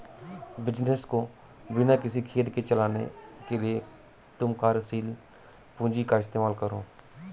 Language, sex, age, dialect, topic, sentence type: Hindi, male, 36-40, Awadhi Bundeli, banking, statement